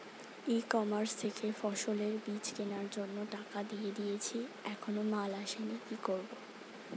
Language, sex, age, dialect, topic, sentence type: Bengali, female, 18-24, Standard Colloquial, agriculture, question